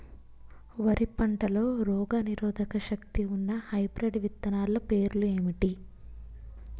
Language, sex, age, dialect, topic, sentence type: Telugu, female, 25-30, Utterandhra, agriculture, question